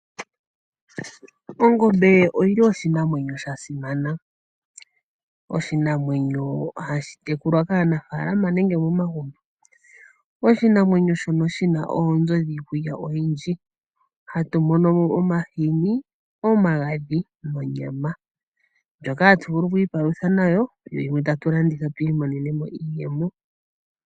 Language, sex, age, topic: Oshiwambo, female, 25-35, agriculture